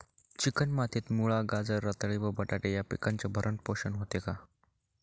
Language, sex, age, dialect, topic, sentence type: Marathi, male, 18-24, Northern Konkan, agriculture, question